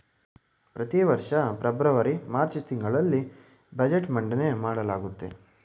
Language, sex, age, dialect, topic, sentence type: Kannada, male, 25-30, Mysore Kannada, banking, statement